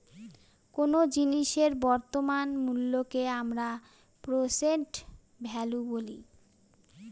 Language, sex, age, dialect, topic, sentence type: Bengali, female, 31-35, Northern/Varendri, banking, statement